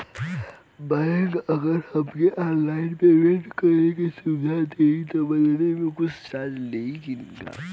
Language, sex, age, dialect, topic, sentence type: Bhojpuri, male, 18-24, Western, banking, question